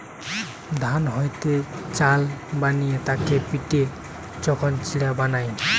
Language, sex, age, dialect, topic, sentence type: Bengali, male, 18-24, Western, agriculture, statement